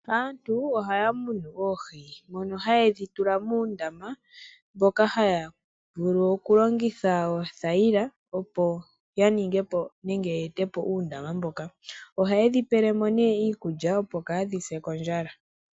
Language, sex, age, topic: Oshiwambo, male, 25-35, agriculture